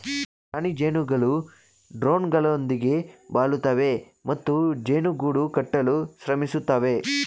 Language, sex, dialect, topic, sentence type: Kannada, male, Mysore Kannada, agriculture, statement